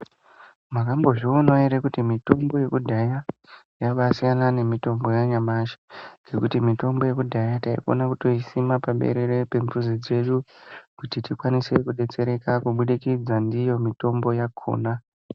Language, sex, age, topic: Ndau, male, 18-24, health